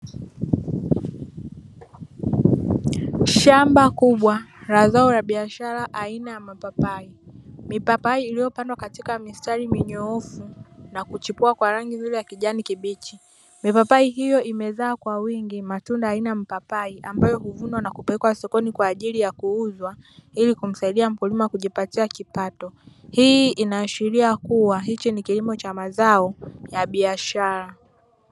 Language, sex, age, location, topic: Swahili, male, 25-35, Dar es Salaam, agriculture